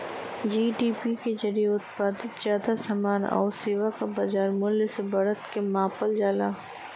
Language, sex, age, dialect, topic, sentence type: Bhojpuri, female, 25-30, Western, banking, statement